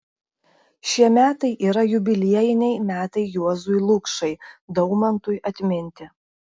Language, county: Lithuanian, Klaipėda